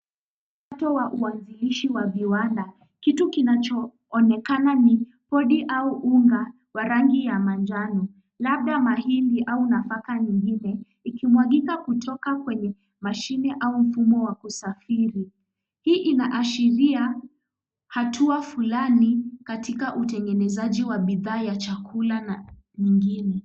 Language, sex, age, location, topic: Swahili, female, 18-24, Kisumu, agriculture